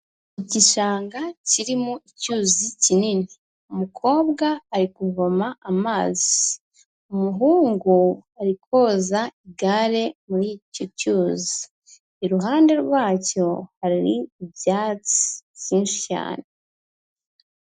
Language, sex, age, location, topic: Kinyarwanda, female, 25-35, Kigali, health